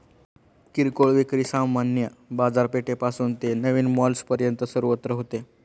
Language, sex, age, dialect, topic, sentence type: Marathi, male, 36-40, Standard Marathi, agriculture, statement